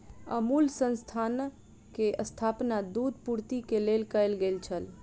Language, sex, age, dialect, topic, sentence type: Maithili, female, 25-30, Southern/Standard, agriculture, statement